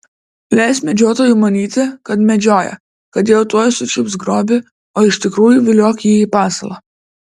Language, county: Lithuanian, Vilnius